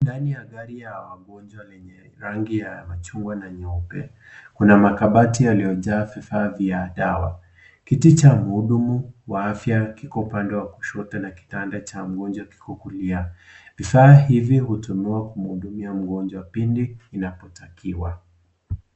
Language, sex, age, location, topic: Swahili, male, 18-24, Kisii, health